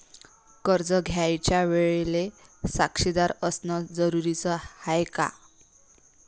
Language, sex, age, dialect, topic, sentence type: Marathi, female, 25-30, Varhadi, banking, question